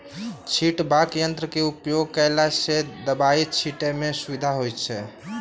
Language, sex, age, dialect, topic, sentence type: Maithili, male, 36-40, Southern/Standard, agriculture, statement